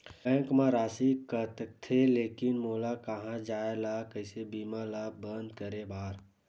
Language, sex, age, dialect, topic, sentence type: Chhattisgarhi, male, 18-24, Western/Budati/Khatahi, banking, question